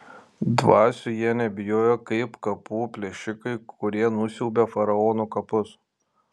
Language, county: Lithuanian, Šiauliai